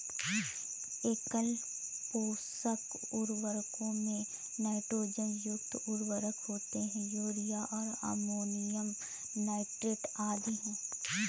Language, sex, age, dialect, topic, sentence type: Hindi, female, 18-24, Awadhi Bundeli, agriculture, statement